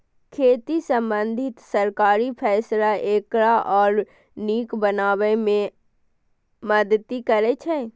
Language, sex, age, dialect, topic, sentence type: Maithili, female, 18-24, Eastern / Thethi, agriculture, statement